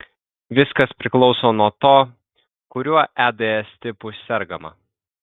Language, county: Lithuanian, Kaunas